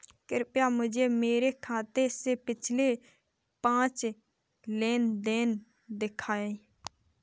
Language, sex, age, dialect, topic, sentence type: Hindi, female, 25-30, Kanauji Braj Bhasha, banking, statement